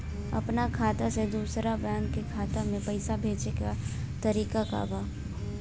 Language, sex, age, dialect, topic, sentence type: Bhojpuri, female, 18-24, Western, banking, question